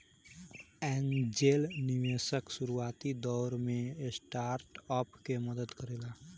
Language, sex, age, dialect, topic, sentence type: Bhojpuri, male, 18-24, Southern / Standard, banking, statement